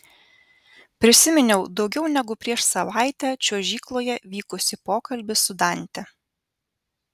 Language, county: Lithuanian, Vilnius